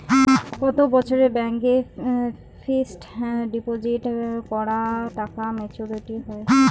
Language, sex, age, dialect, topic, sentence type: Bengali, female, 25-30, Rajbangshi, banking, question